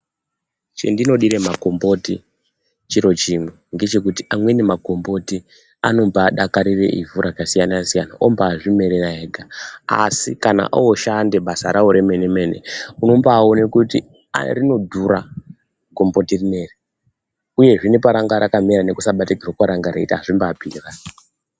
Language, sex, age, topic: Ndau, male, 25-35, health